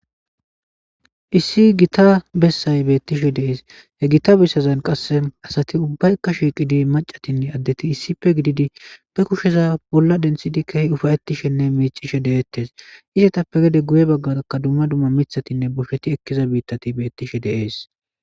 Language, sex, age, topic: Gamo, male, 25-35, government